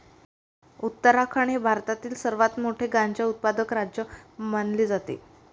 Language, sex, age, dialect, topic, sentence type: Marathi, female, 18-24, Varhadi, agriculture, statement